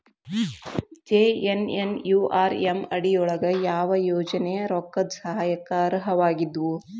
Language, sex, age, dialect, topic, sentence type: Kannada, female, 25-30, Dharwad Kannada, banking, statement